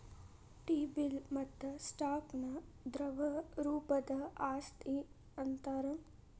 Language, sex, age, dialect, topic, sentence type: Kannada, female, 25-30, Dharwad Kannada, banking, statement